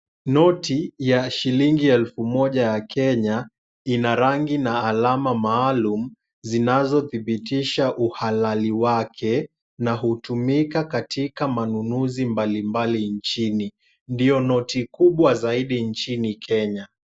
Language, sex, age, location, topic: Swahili, male, 18-24, Kisumu, finance